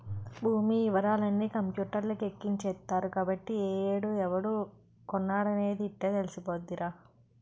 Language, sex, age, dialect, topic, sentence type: Telugu, female, 51-55, Utterandhra, agriculture, statement